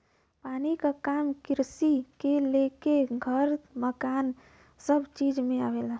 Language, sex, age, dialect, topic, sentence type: Bhojpuri, female, 25-30, Western, agriculture, statement